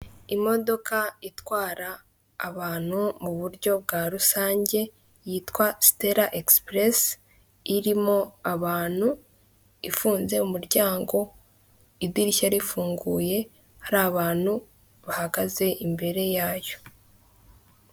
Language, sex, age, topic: Kinyarwanda, female, 18-24, government